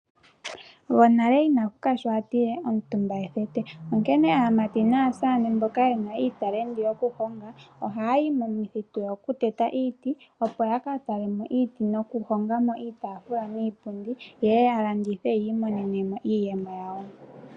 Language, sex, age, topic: Oshiwambo, female, 18-24, finance